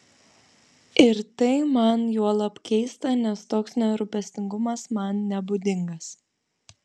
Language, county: Lithuanian, Vilnius